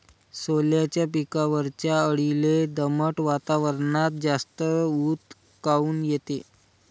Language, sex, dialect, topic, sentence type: Marathi, male, Varhadi, agriculture, question